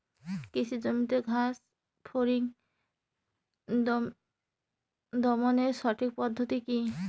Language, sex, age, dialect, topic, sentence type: Bengali, female, 25-30, Rajbangshi, agriculture, question